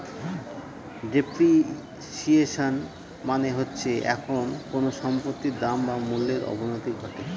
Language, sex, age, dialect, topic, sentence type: Bengali, male, 36-40, Northern/Varendri, banking, statement